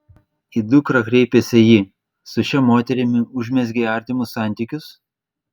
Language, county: Lithuanian, Klaipėda